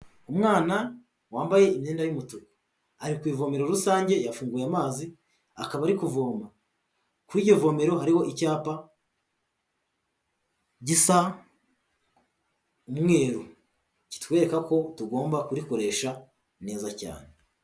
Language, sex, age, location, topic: Kinyarwanda, male, 18-24, Huye, health